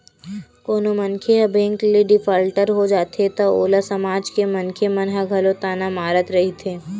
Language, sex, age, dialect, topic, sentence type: Chhattisgarhi, female, 18-24, Western/Budati/Khatahi, banking, statement